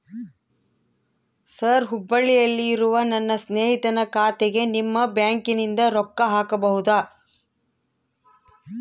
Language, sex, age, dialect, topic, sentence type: Kannada, female, 41-45, Central, banking, question